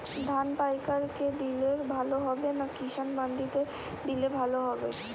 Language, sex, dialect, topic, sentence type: Bengali, female, Western, agriculture, question